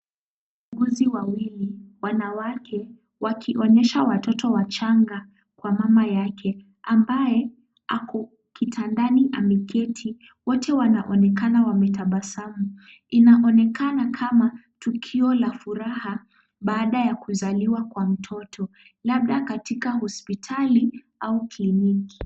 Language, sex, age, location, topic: Swahili, female, 18-24, Kisumu, health